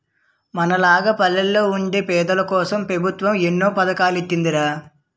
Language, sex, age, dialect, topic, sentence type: Telugu, male, 18-24, Utterandhra, banking, statement